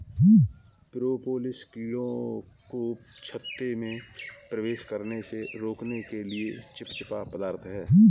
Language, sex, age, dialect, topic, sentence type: Hindi, male, 41-45, Kanauji Braj Bhasha, agriculture, statement